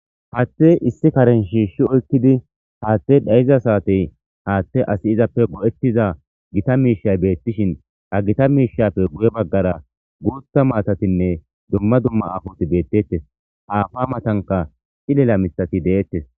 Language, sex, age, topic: Gamo, male, 25-35, government